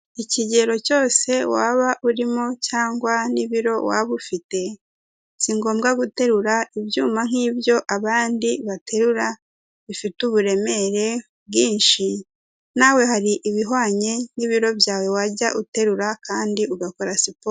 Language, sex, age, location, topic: Kinyarwanda, female, 18-24, Kigali, health